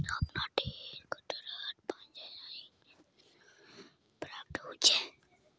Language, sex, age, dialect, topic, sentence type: Magahi, male, 31-35, Northeastern/Surjapuri, banking, statement